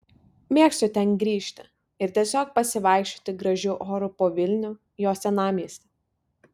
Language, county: Lithuanian, Vilnius